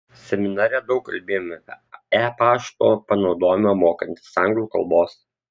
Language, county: Lithuanian, Kaunas